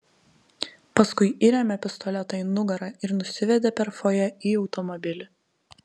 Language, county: Lithuanian, Telšiai